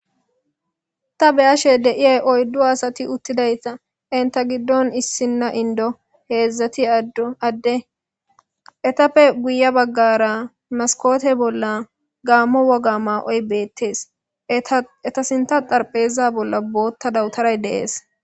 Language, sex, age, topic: Gamo, female, 18-24, government